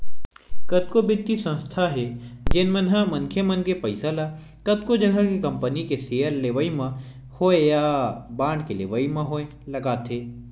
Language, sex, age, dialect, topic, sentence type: Chhattisgarhi, male, 18-24, Western/Budati/Khatahi, banking, statement